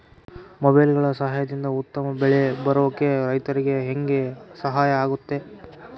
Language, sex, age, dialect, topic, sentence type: Kannada, male, 18-24, Central, agriculture, question